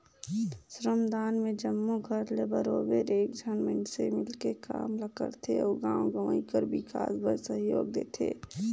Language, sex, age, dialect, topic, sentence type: Chhattisgarhi, female, 18-24, Northern/Bhandar, banking, statement